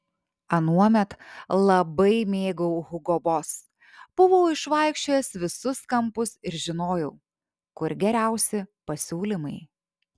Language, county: Lithuanian, Šiauliai